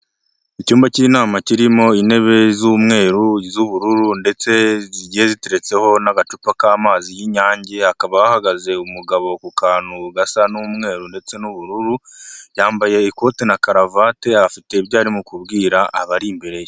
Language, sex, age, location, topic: Kinyarwanda, male, 25-35, Huye, health